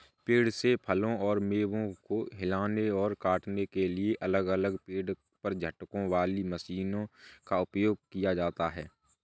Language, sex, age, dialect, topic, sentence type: Hindi, male, 25-30, Awadhi Bundeli, agriculture, statement